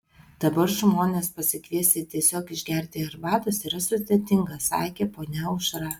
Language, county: Lithuanian, Vilnius